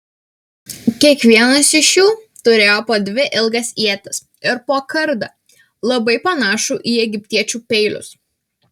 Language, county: Lithuanian, Alytus